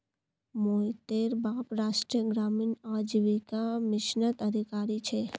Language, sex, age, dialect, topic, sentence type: Magahi, female, 18-24, Northeastern/Surjapuri, banking, statement